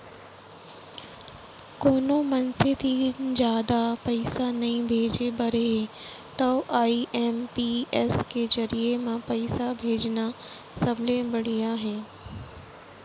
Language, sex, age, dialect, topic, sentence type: Chhattisgarhi, female, 36-40, Central, banking, statement